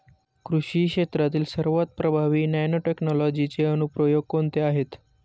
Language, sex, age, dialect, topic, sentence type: Marathi, male, 18-24, Standard Marathi, agriculture, question